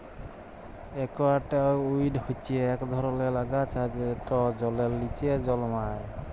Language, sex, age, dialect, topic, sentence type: Bengali, male, 31-35, Jharkhandi, agriculture, statement